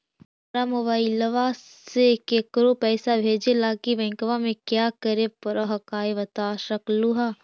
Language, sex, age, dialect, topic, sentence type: Magahi, female, 18-24, Central/Standard, banking, question